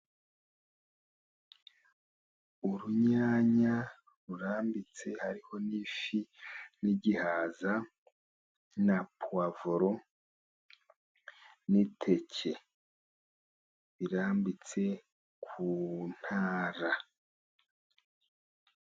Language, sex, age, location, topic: Kinyarwanda, male, 50+, Musanze, agriculture